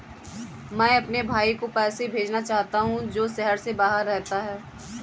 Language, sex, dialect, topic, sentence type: Hindi, female, Kanauji Braj Bhasha, banking, statement